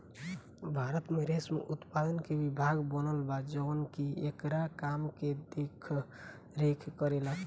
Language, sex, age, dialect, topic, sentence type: Bhojpuri, female, 18-24, Southern / Standard, agriculture, statement